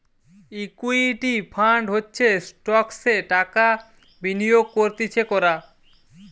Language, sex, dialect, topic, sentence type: Bengali, male, Western, banking, statement